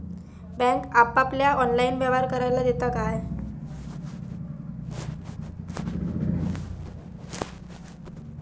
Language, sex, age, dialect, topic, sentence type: Marathi, female, 18-24, Southern Konkan, banking, question